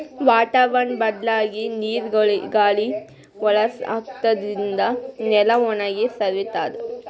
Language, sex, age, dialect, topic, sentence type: Kannada, female, 25-30, Northeastern, agriculture, statement